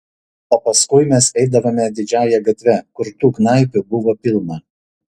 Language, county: Lithuanian, Šiauliai